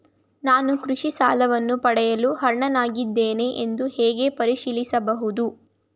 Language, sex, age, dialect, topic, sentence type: Kannada, female, 18-24, Mysore Kannada, banking, question